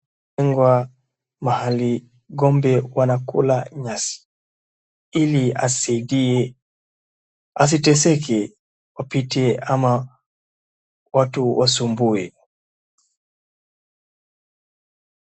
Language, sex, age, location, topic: Swahili, male, 18-24, Wajir, agriculture